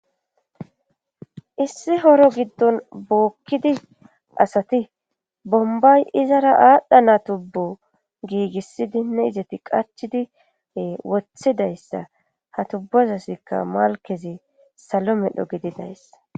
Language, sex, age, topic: Gamo, female, 25-35, government